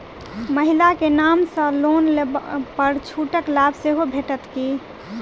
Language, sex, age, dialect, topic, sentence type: Maithili, female, 18-24, Southern/Standard, banking, question